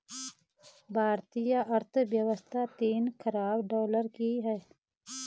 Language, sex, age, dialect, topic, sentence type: Hindi, female, 36-40, Garhwali, banking, statement